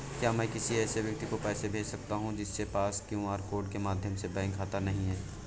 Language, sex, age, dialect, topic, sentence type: Hindi, male, 18-24, Awadhi Bundeli, banking, question